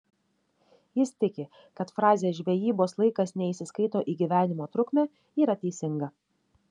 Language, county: Lithuanian, Šiauliai